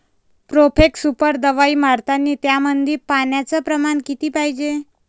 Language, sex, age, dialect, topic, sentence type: Marathi, female, 25-30, Varhadi, agriculture, question